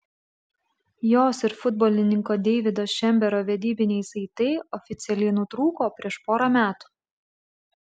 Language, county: Lithuanian, Klaipėda